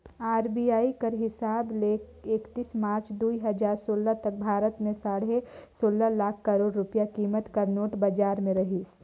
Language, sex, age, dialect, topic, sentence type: Chhattisgarhi, female, 18-24, Northern/Bhandar, banking, statement